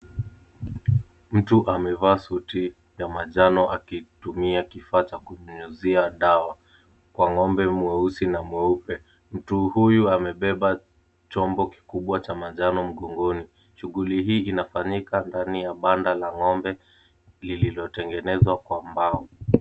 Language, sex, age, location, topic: Swahili, male, 18-24, Kisumu, agriculture